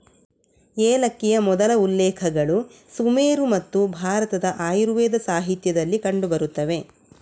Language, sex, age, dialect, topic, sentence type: Kannada, female, 25-30, Coastal/Dakshin, agriculture, statement